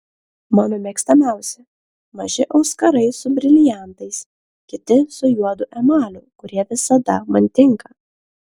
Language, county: Lithuanian, Kaunas